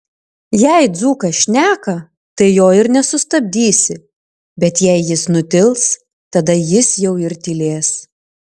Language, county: Lithuanian, Klaipėda